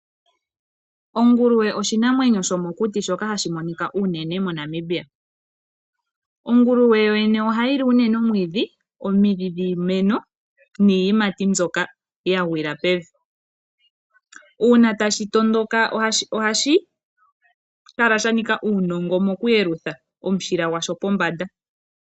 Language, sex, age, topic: Oshiwambo, female, 18-24, agriculture